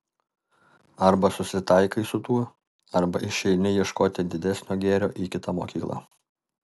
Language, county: Lithuanian, Alytus